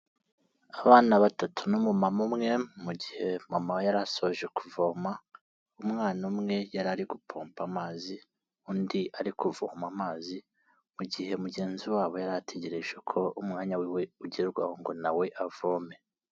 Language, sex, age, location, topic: Kinyarwanda, male, 18-24, Kigali, health